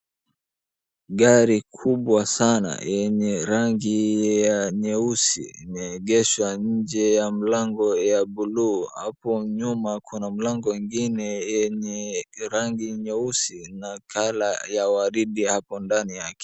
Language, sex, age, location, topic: Swahili, male, 25-35, Wajir, finance